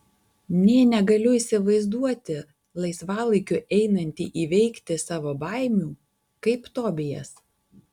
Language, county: Lithuanian, Alytus